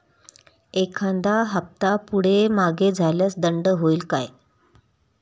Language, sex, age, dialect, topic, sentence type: Marathi, female, 31-35, Standard Marathi, banking, question